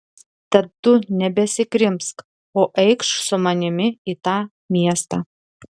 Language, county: Lithuanian, Telšiai